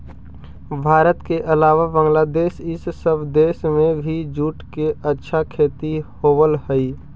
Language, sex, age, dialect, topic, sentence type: Magahi, male, 41-45, Central/Standard, banking, statement